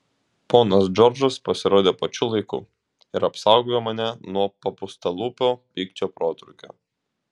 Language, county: Lithuanian, Šiauliai